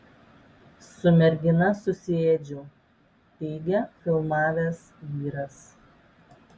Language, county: Lithuanian, Vilnius